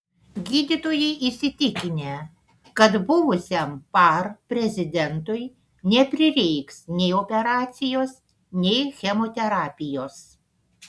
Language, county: Lithuanian, Panevėžys